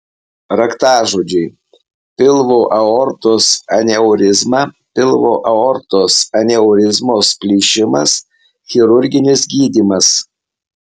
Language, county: Lithuanian, Alytus